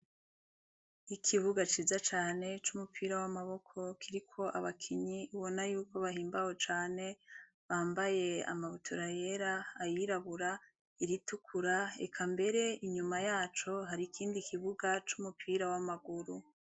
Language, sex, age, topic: Rundi, female, 25-35, education